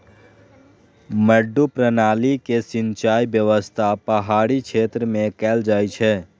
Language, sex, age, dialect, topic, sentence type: Maithili, male, 18-24, Eastern / Thethi, agriculture, statement